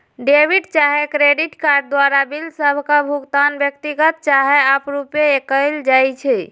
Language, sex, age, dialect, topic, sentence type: Magahi, female, 18-24, Western, banking, statement